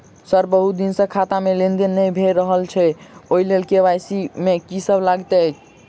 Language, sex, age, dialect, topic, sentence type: Maithili, male, 36-40, Southern/Standard, banking, question